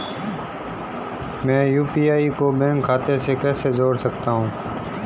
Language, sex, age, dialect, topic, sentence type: Hindi, male, 25-30, Marwari Dhudhari, banking, question